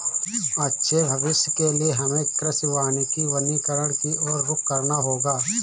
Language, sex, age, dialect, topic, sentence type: Hindi, male, 31-35, Awadhi Bundeli, agriculture, statement